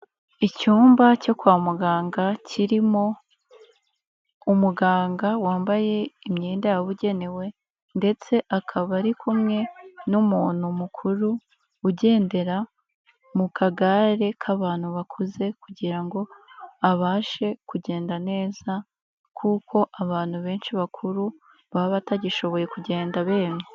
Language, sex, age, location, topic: Kinyarwanda, female, 25-35, Kigali, health